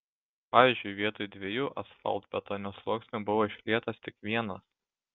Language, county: Lithuanian, Šiauliai